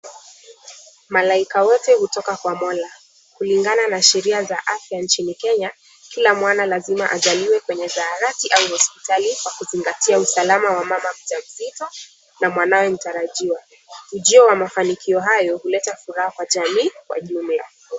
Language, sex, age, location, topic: Swahili, male, 25-35, Kisumu, health